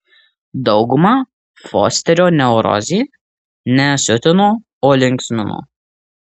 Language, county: Lithuanian, Marijampolė